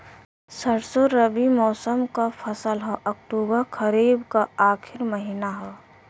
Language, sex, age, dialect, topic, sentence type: Bhojpuri, female, 18-24, Western, agriculture, question